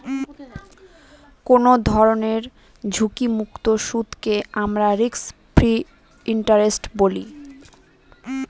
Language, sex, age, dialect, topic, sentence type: Bengali, female, 18-24, Northern/Varendri, banking, statement